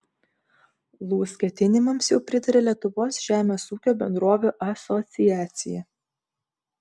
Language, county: Lithuanian, Vilnius